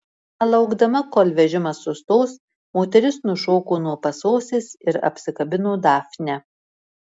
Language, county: Lithuanian, Marijampolė